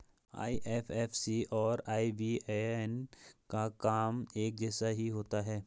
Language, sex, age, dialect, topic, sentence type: Hindi, male, 25-30, Garhwali, banking, statement